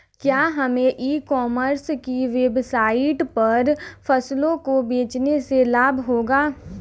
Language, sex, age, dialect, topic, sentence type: Hindi, female, 18-24, Kanauji Braj Bhasha, agriculture, question